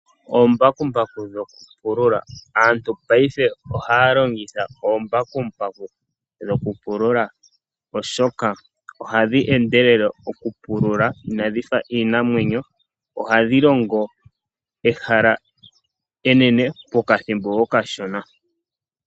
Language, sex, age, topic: Oshiwambo, male, 25-35, agriculture